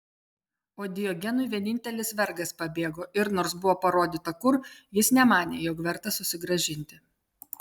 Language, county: Lithuanian, Telšiai